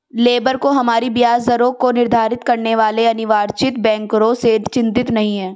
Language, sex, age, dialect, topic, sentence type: Hindi, female, 18-24, Marwari Dhudhari, banking, statement